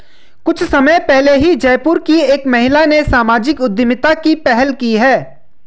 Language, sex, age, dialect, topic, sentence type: Hindi, male, 25-30, Hindustani Malvi Khadi Boli, banking, statement